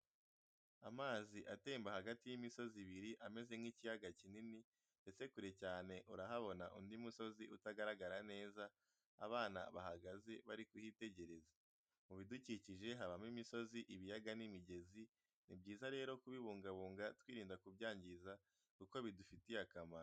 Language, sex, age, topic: Kinyarwanda, male, 18-24, education